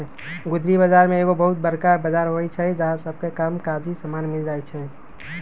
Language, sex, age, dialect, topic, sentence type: Magahi, male, 18-24, Western, agriculture, statement